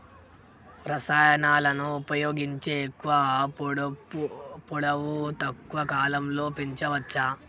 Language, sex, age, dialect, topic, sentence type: Telugu, female, 18-24, Telangana, agriculture, question